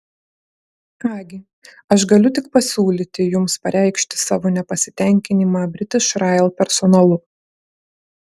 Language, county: Lithuanian, Klaipėda